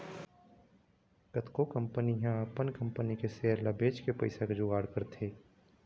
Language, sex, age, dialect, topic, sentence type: Chhattisgarhi, male, 25-30, Eastern, banking, statement